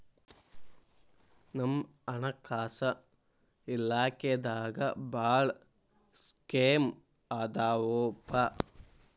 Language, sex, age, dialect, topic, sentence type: Kannada, male, 18-24, Dharwad Kannada, banking, statement